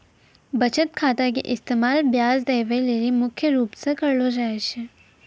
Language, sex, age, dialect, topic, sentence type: Maithili, female, 56-60, Angika, banking, statement